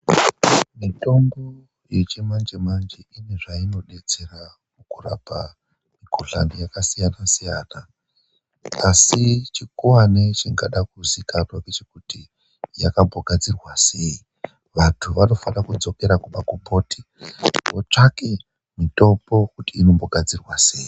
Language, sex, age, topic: Ndau, male, 36-49, health